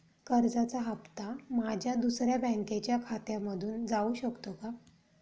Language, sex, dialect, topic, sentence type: Marathi, female, Standard Marathi, banking, question